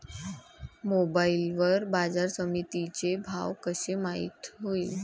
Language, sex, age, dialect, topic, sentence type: Marathi, female, 25-30, Varhadi, agriculture, question